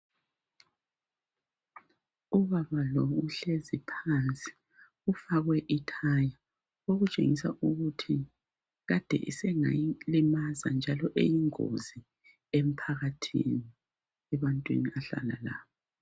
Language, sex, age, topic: North Ndebele, female, 36-49, health